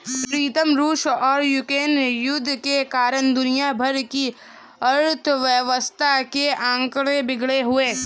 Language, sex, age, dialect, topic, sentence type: Hindi, female, 18-24, Hindustani Malvi Khadi Boli, banking, statement